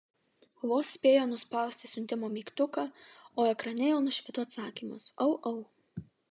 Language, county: Lithuanian, Vilnius